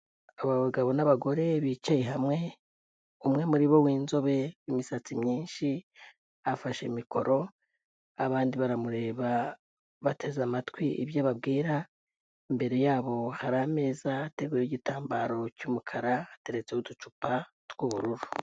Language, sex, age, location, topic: Kinyarwanda, female, 18-24, Kigali, health